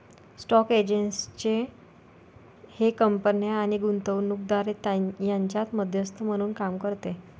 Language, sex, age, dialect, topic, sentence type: Marathi, female, 25-30, Northern Konkan, banking, statement